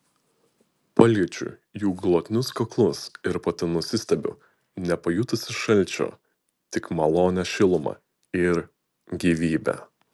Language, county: Lithuanian, Utena